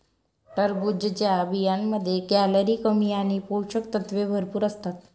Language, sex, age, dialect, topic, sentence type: Marathi, female, 41-45, Varhadi, agriculture, statement